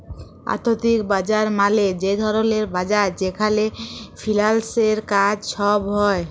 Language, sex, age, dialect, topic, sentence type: Bengali, female, 25-30, Jharkhandi, banking, statement